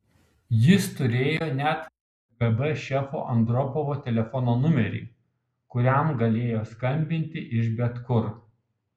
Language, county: Lithuanian, Kaunas